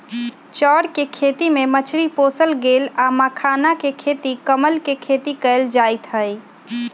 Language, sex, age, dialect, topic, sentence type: Magahi, female, 25-30, Western, agriculture, statement